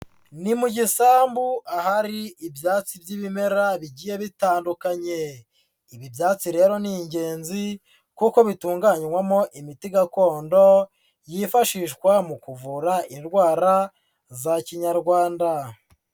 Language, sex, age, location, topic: Kinyarwanda, male, 25-35, Huye, health